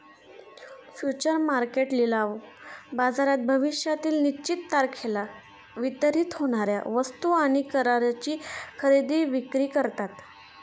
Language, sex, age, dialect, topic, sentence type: Marathi, female, 31-35, Standard Marathi, banking, statement